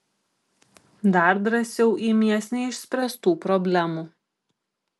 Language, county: Lithuanian, Klaipėda